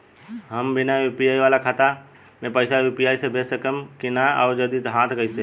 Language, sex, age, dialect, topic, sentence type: Bhojpuri, male, 18-24, Southern / Standard, banking, question